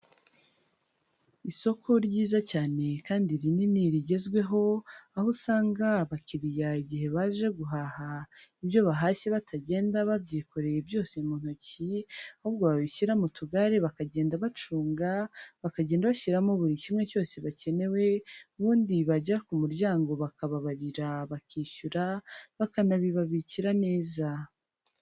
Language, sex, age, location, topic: Kinyarwanda, female, 18-24, Huye, finance